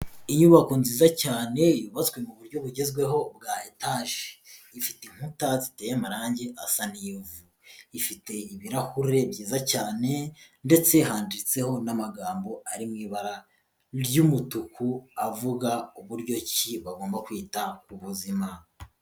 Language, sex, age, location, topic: Kinyarwanda, male, 18-24, Huye, health